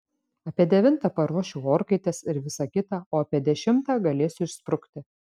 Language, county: Lithuanian, Šiauliai